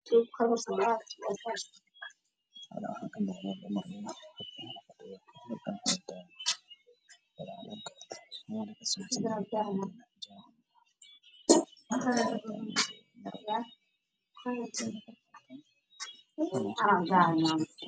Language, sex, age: Somali, male, 25-35